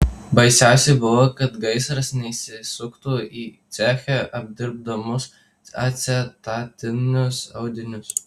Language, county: Lithuanian, Tauragė